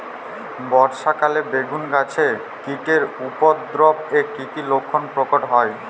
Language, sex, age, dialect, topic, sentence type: Bengali, male, 18-24, Jharkhandi, agriculture, question